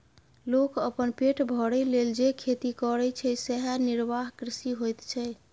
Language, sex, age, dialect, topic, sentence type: Maithili, female, 25-30, Bajjika, agriculture, statement